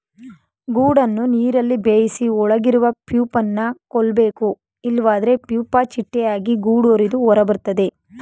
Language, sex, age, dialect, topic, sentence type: Kannada, female, 25-30, Mysore Kannada, agriculture, statement